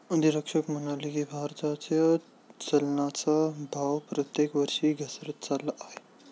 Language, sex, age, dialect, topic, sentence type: Marathi, male, 18-24, Standard Marathi, banking, statement